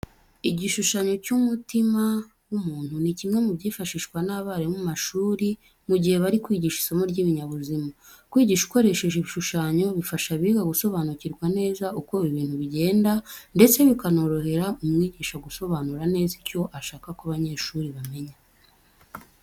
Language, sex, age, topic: Kinyarwanda, female, 18-24, education